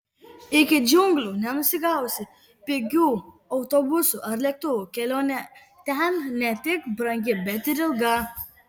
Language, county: Lithuanian, Kaunas